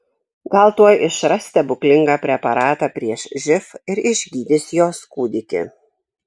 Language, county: Lithuanian, Šiauliai